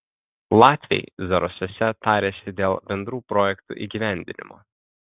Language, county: Lithuanian, Kaunas